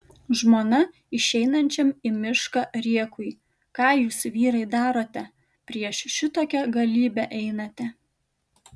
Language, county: Lithuanian, Kaunas